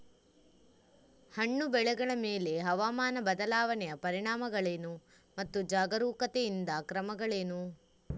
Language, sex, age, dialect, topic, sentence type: Kannada, female, 31-35, Coastal/Dakshin, agriculture, question